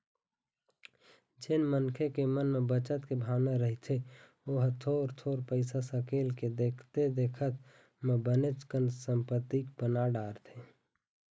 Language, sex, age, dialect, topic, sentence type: Chhattisgarhi, male, 25-30, Eastern, banking, statement